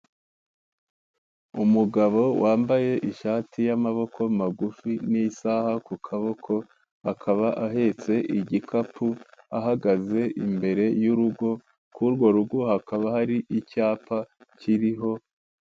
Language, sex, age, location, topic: Kinyarwanda, male, 25-35, Kigali, health